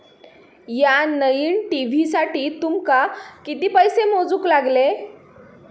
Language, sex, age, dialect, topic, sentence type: Marathi, female, 18-24, Southern Konkan, banking, statement